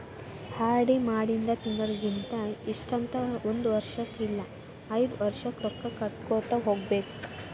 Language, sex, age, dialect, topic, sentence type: Kannada, female, 18-24, Dharwad Kannada, banking, statement